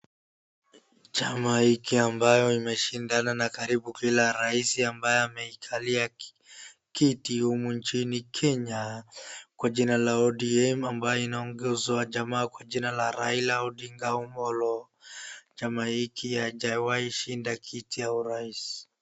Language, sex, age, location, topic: Swahili, female, 36-49, Wajir, government